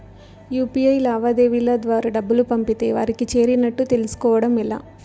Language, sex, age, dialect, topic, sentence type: Telugu, female, 18-24, Southern, banking, question